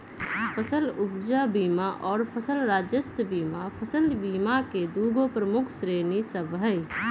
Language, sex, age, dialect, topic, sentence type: Magahi, female, 31-35, Western, banking, statement